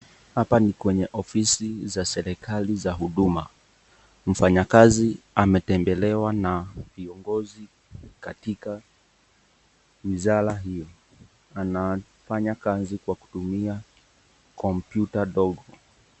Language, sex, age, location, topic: Swahili, male, 18-24, Nakuru, government